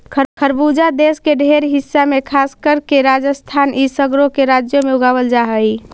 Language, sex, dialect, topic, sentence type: Magahi, female, Central/Standard, agriculture, statement